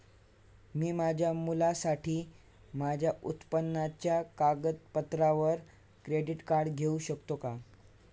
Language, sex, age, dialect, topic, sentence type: Marathi, male, 18-24, Standard Marathi, banking, question